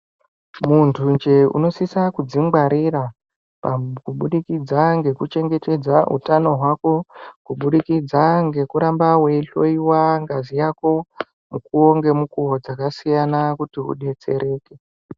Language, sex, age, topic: Ndau, male, 18-24, health